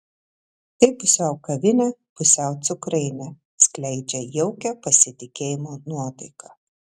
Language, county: Lithuanian, Telšiai